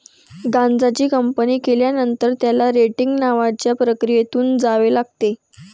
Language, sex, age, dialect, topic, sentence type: Marathi, female, 18-24, Varhadi, agriculture, statement